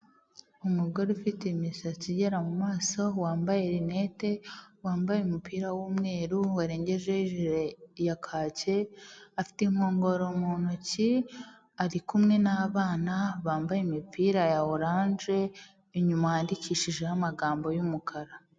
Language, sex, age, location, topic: Kinyarwanda, female, 25-35, Huye, health